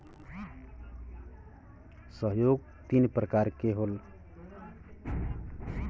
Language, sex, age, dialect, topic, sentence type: Bhojpuri, male, 31-35, Western, banking, statement